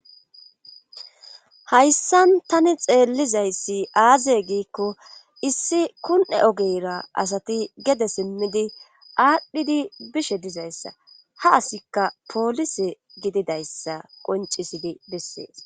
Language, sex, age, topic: Gamo, female, 36-49, government